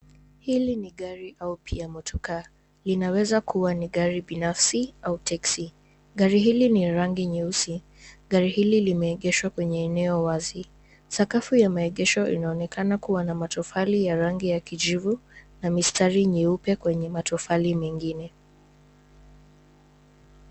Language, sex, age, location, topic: Swahili, female, 18-24, Nairobi, finance